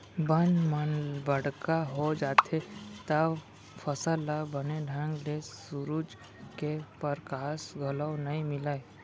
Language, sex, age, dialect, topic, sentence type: Chhattisgarhi, female, 18-24, Central, agriculture, statement